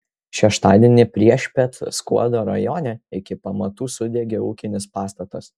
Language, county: Lithuanian, Kaunas